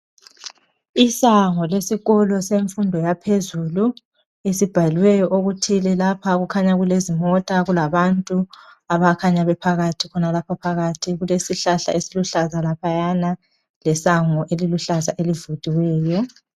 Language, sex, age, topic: North Ndebele, male, 25-35, education